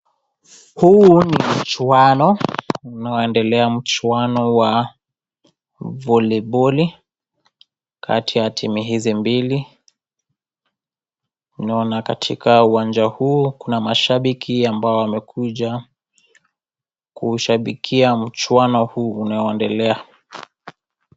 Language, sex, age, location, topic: Swahili, female, 25-35, Kisii, government